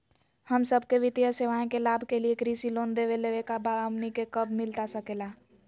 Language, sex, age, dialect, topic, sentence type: Magahi, female, 18-24, Southern, banking, question